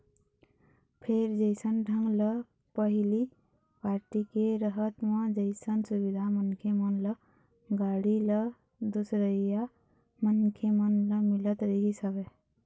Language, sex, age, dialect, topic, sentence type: Chhattisgarhi, female, 31-35, Eastern, banking, statement